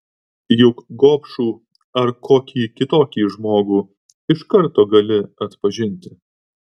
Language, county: Lithuanian, Vilnius